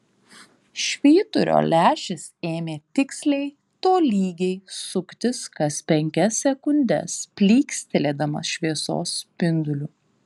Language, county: Lithuanian, Panevėžys